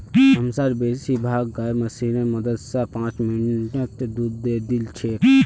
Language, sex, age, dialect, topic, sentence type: Magahi, male, 31-35, Northeastern/Surjapuri, agriculture, statement